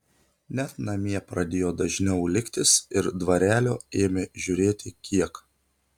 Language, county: Lithuanian, Telšiai